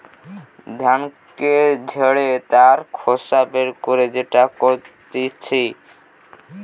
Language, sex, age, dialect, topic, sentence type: Bengali, male, 18-24, Western, agriculture, statement